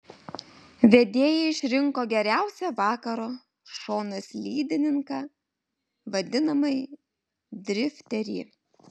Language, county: Lithuanian, Alytus